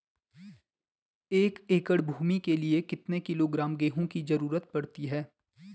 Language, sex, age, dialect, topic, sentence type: Hindi, male, 18-24, Garhwali, agriculture, question